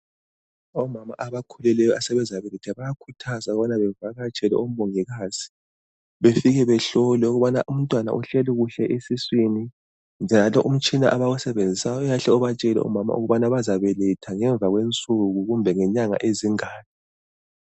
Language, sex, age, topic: North Ndebele, male, 36-49, health